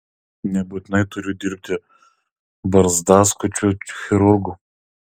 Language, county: Lithuanian, Kaunas